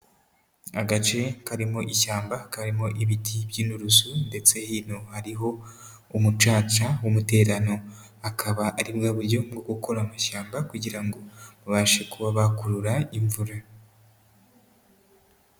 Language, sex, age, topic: Kinyarwanda, female, 18-24, agriculture